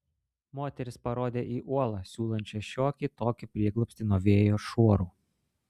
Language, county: Lithuanian, Klaipėda